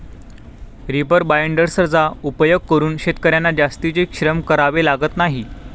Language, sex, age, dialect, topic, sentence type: Marathi, male, 18-24, Standard Marathi, agriculture, statement